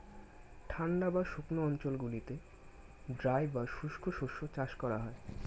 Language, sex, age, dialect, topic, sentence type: Bengali, male, 18-24, Standard Colloquial, agriculture, statement